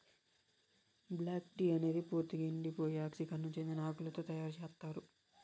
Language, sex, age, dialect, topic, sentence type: Telugu, male, 41-45, Southern, agriculture, statement